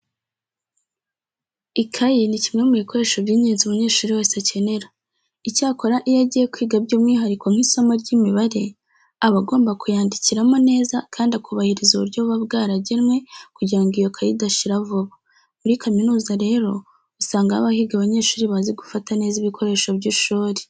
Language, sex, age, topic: Kinyarwanda, female, 18-24, education